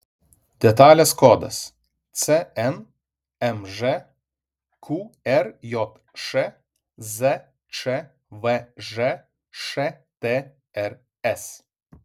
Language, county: Lithuanian, Vilnius